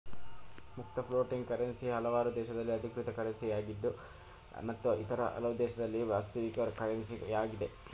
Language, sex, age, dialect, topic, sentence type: Kannada, male, 18-24, Mysore Kannada, banking, statement